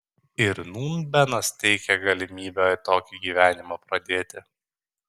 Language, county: Lithuanian, Kaunas